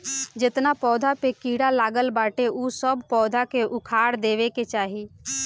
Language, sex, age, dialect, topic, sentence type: Bhojpuri, female, 18-24, Northern, agriculture, statement